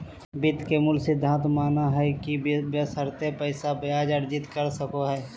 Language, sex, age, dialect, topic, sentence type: Magahi, male, 18-24, Southern, banking, statement